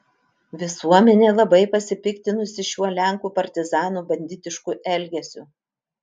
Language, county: Lithuanian, Utena